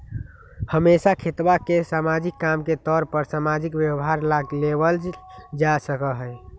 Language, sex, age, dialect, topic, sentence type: Magahi, male, 18-24, Western, agriculture, statement